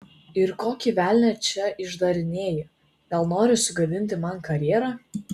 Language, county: Lithuanian, Vilnius